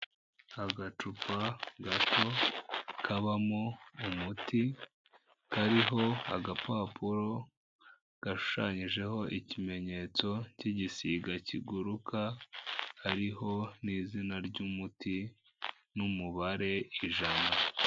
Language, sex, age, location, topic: Kinyarwanda, female, 25-35, Kigali, health